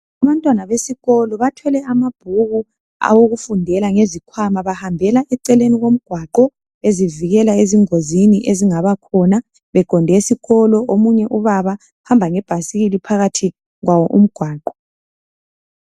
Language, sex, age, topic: North Ndebele, male, 25-35, education